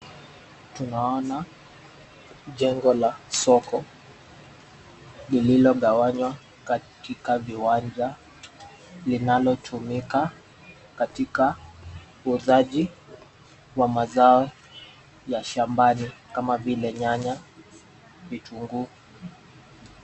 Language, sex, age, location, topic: Swahili, male, 25-35, Nairobi, finance